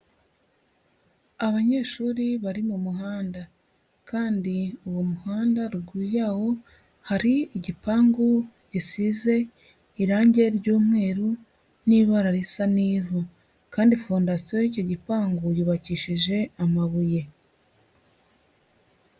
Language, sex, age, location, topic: Kinyarwanda, female, 36-49, Huye, education